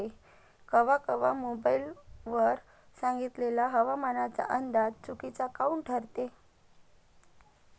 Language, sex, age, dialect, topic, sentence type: Marathi, female, 25-30, Varhadi, agriculture, question